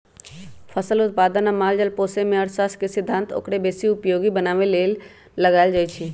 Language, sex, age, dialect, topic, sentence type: Magahi, female, 25-30, Western, agriculture, statement